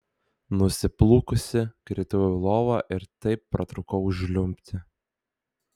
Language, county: Lithuanian, Kaunas